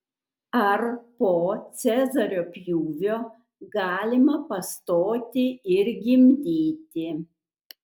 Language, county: Lithuanian, Kaunas